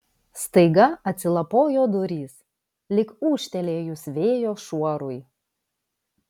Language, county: Lithuanian, Vilnius